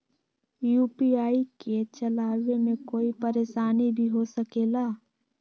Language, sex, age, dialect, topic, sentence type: Magahi, female, 18-24, Western, banking, question